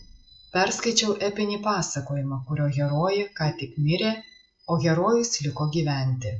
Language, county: Lithuanian, Marijampolė